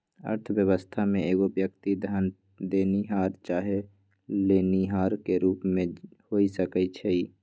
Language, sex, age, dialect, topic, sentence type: Magahi, female, 31-35, Western, banking, statement